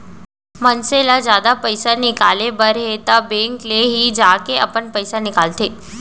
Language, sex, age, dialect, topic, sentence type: Chhattisgarhi, female, 25-30, Central, banking, statement